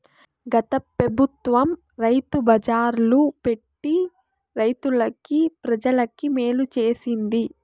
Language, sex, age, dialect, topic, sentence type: Telugu, female, 25-30, Southern, agriculture, statement